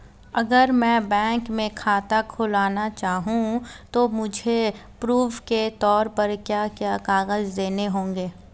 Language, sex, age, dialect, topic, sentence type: Hindi, female, 18-24, Marwari Dhudhari, banking, question